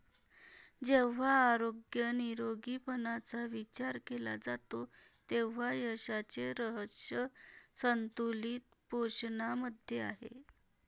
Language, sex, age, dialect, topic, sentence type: Marathi, female, 31-35, Varhadi, banking, statement